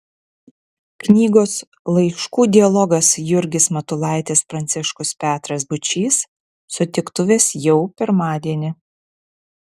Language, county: Lithuanian, Vilnius